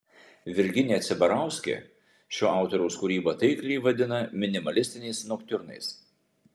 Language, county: Lithuanian, Vilnius